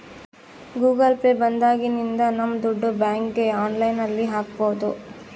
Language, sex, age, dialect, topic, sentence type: Kannada, female, 31-35, Central, banking, statement